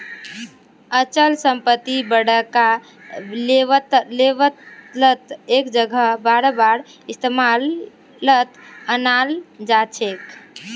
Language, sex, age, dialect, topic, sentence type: Magahi, female, 18-24, Northeastern/Surjapuri, banking, statement